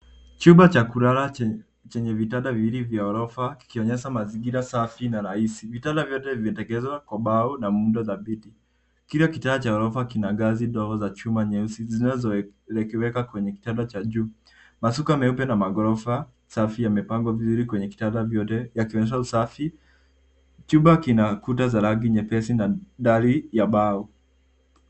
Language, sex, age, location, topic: Swahili, male, 18-24, Nairobi, education